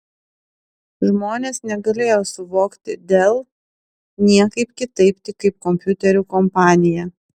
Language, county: Lithuanian, Klaipėda